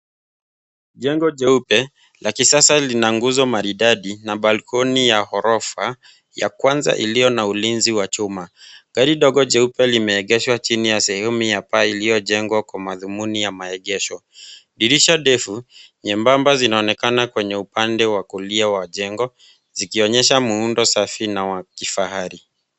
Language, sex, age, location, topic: Swahili, male, 25-35, Nairobi, finance